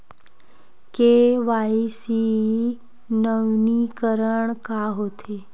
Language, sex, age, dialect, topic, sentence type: Chhattisgarhi, female, 18-24, Western/Budati/Khatahi, banking, question